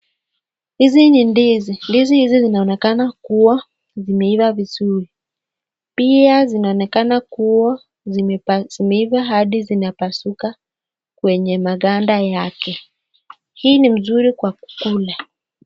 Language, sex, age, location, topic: Swahili, female, 50+, Nakuru, agriculture